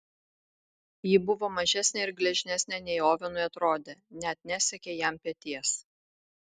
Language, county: Lithuanian, Vilnius